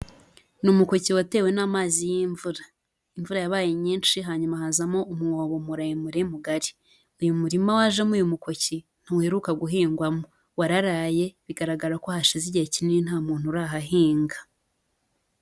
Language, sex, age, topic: Kinyarwanda, female, 18-24, agriculture